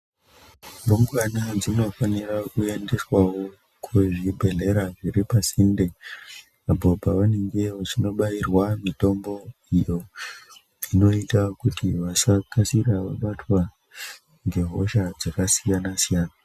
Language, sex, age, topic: Ndau, male, 25-35, health